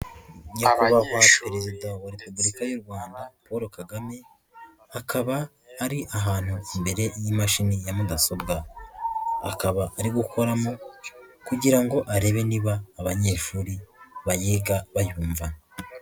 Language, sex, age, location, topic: Kinyarwanda, female, 50+, Nyagatare, education